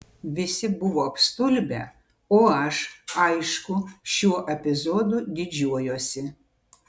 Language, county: Lithuanian, Utena